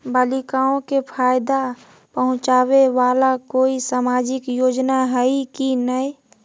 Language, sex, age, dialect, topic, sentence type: Magahi, male, 31-35, Southern, banking, statement